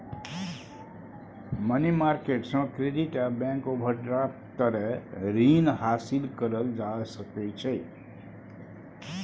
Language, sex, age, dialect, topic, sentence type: Maithili, male, 60-100, Bajjika, banking, statement